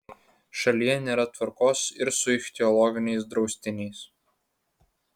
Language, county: Lithuanian, Vilnius